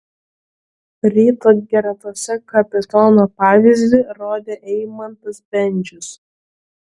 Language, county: Lithuanian, Vilnius